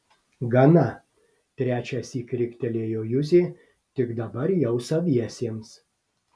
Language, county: Lithuanian, Klaipėda